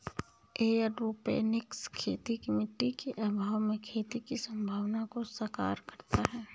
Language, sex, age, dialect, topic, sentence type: Hindi, female, 31-35, Awadhi Bundeli, agriculture, statement